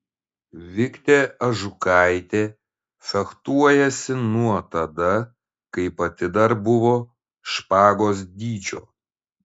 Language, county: Lithuanian, Šiauliai